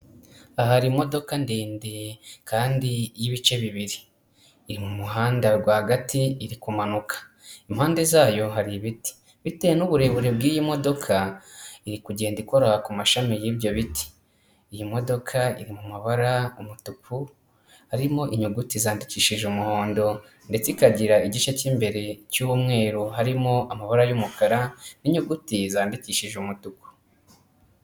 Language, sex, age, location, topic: Kinyarwanda, male, 25-35, Kigali, government